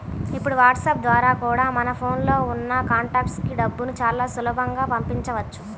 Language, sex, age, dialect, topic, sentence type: Telugu, female, 18-24, Central/Coastal, banking, statement